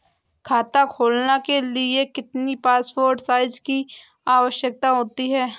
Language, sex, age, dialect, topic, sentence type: Hindi, female, 18-24, Awadhi Bundeli, banking, question